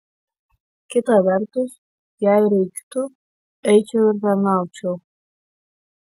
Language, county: Lithuanian, Kaunas